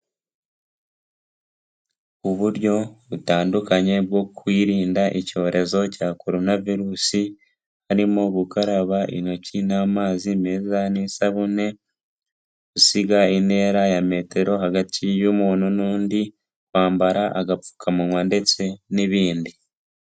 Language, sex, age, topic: Kinyarwanda, male, 18-24, health